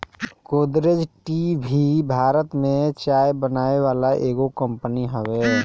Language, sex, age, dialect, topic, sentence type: Bhojpuri, male, 18-24, Northern, agriculture, statement